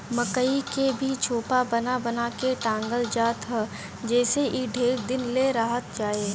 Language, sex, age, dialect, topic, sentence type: Bhojpuri, female, 18-24, Northern, agriculture, statement